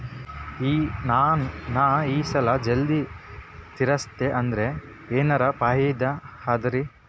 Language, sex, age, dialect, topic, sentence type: Kannada, female, 25-30, Northeastern, banking, question